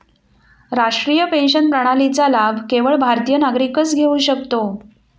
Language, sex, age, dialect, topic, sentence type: Marathi, female, 41-45, Standard Marathi, banking, statement